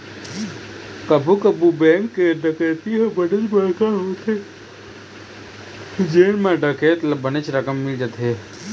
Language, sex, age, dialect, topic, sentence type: Chhattisgarhi, male, 18-24, Eastern, banking, statement